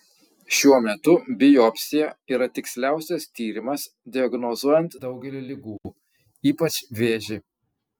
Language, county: Lithuanian, Kaunas